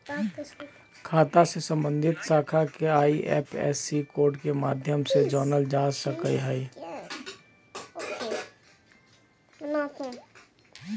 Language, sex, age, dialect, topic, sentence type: Magahi, male, 31-35, Southern, banking, statement